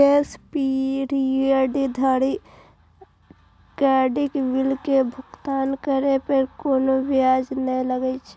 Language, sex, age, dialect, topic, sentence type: Maithili, female, 18-24, Eastern / Thethi, banking, statement